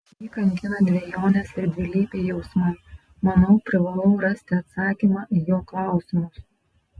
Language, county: Lithuanian, Panevėžys